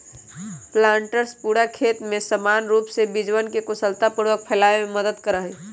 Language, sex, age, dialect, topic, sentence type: Magahi, male, 18-24, Western, agriculture, statement